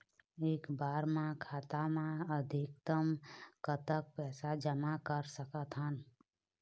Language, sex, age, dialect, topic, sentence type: Chhattisgarhi, female, 25-30, Eastern, banking, question